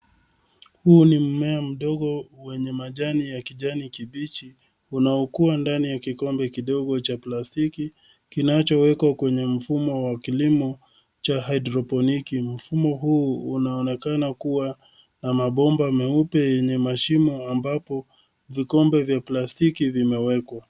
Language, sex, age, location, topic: Swahili, male, 36-49, Nairobi, agriculture